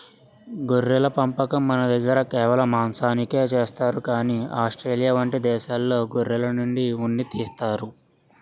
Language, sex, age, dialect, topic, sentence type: Telugu, male, 56-60, Utterandhra, agriculture, statement